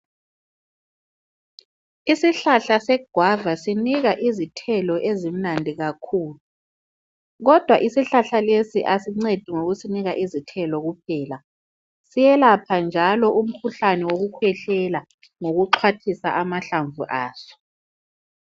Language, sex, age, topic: North Ndebele, female, 25-35, health